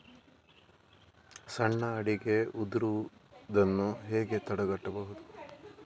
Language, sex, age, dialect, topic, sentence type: Kannada, male, 25-30, Coastal/Dakshin, agriculture, question